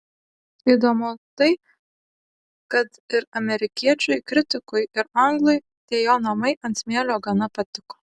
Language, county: Lithuanian, Šiauliai